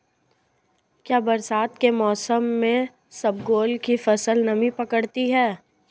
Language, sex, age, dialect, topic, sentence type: Hindi, female, 18-24, Marwari Dhudhari, agriculture, question